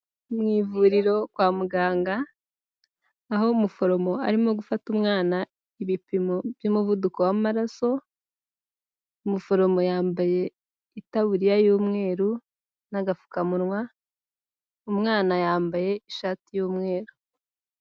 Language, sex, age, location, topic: Kinyarwanda, female, 18-24, Kigali, health